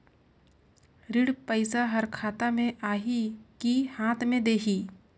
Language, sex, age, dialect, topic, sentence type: Chhattisgarhi, female, 25-30, Northern/Bhandar, banking, question